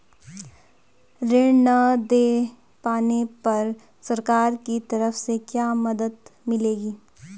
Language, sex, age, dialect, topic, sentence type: Hindi, female, 18-24, Garhwali, agriculture, question